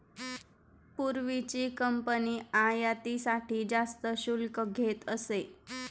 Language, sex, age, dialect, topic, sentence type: Marathi, female, 25-30, Standard Marathi, banking, statement